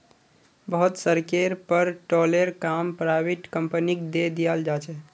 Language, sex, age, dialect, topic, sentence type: Magahi, male, 18-24, Northeastern/Surjapuri, banking, statement